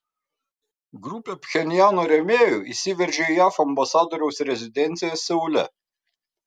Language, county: Lithuanian, Vilnius